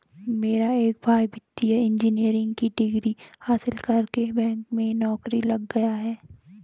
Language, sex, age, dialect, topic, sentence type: Hindi, female, 18-24, Garhwali, banking, statement